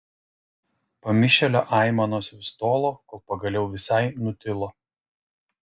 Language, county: Lithuanian, Kaunas